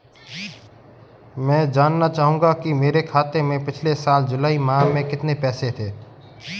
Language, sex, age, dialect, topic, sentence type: Hindi, male, 18-24, Marwari Dhudhari, banking, question